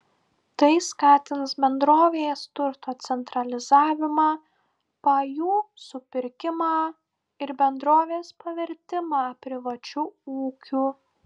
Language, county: Lithuanian, Klaipėda